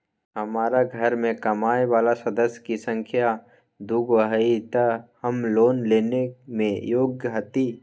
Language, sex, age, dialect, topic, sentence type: Magahi, male, 18-24, Western, banking, question